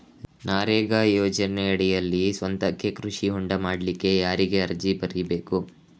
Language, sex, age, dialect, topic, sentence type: Kannada, male, 25-30, Coastal/Dakshin, agriculture, question